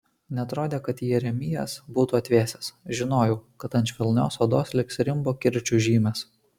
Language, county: Lithuanian, Kaunas